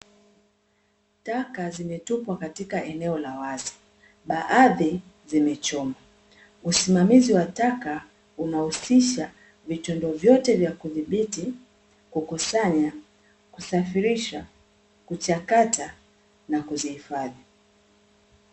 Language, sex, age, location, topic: Swahili, female, 25-35, Dar es Salaam, government